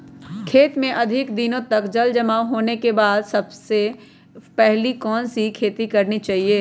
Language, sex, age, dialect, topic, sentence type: Magahi, female, 18-24, Western, agriculture, question